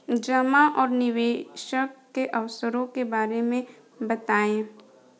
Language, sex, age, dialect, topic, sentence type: Hindi, female, 18-24, Kanauji Braj Bhasha, banking, question